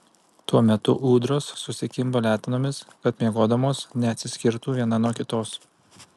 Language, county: Lithuanian, Kaunas